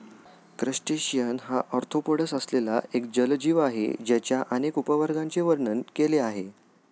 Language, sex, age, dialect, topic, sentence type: Marathi, male, 18-24, Standard Marathi, agriculture, statement